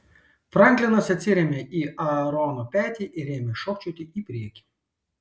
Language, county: Lithuanian, Šiauliai